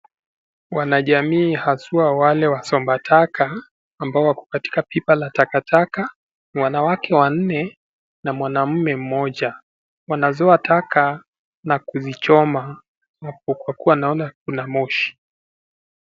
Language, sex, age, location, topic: Swahili, male, 18-24, Nakuru, health